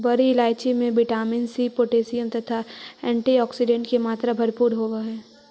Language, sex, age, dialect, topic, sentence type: Magahi, female, 25-30, Central/Standard, agriculture, statement